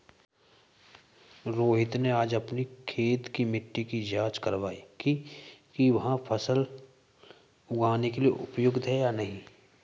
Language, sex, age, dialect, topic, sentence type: Hindi, male, 18-24, Hindustani Malvi Khadi Boli, agriculture, statement